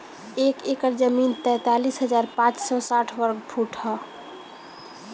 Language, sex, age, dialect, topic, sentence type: Bhojpuri, female, 18-24, Northern, agriculture, statement